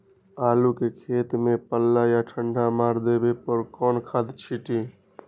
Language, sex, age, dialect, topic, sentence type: Magahi, male, 18-24, Western, agriculture, question